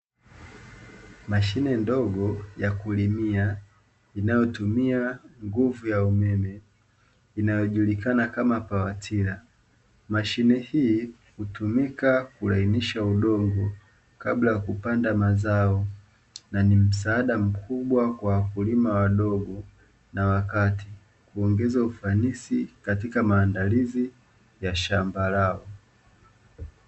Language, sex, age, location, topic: Swahili, male, 25-35, Dar es Salaam, agriculture